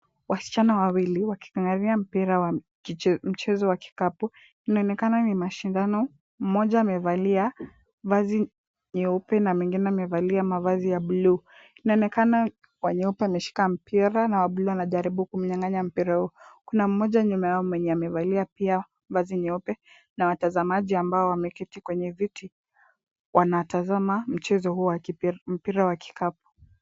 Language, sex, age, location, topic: Swahili, female, 18-24, Kisumu, government